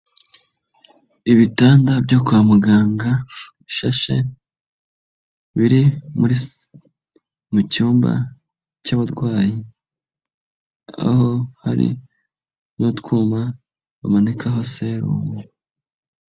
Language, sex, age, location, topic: Kinyarwanda, male, 25-35, Nyagatare, health